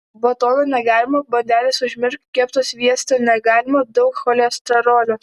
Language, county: Lithuanian, Vilnius